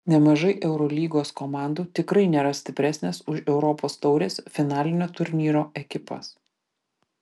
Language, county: Lithuanian, Vilnius